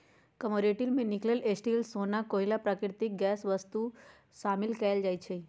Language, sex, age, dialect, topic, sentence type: Magahi, male, 31-35, Western, banking, statement